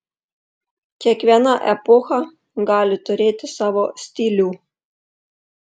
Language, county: Lithuanian, Panevėžys